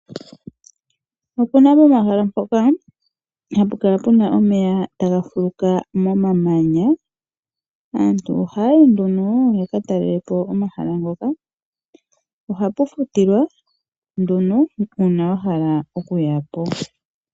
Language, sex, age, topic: Oshiwambo, female, 25-35, agriculture